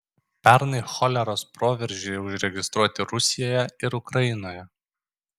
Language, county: Lithuanian, Kaunas